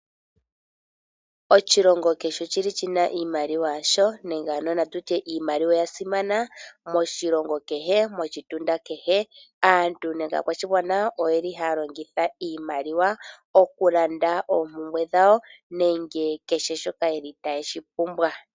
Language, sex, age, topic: Oshiwambo, female, 18-24, finance